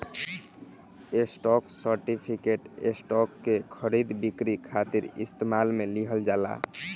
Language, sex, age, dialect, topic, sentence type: Bhojpuri, male, 18-24, Southern / Standard, banking, statement